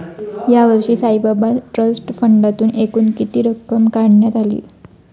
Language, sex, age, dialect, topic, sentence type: Marathi, female, 25-30, Standard Marathi, banking, statement